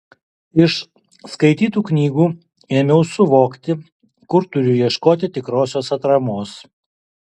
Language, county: Lithuanian, Alytus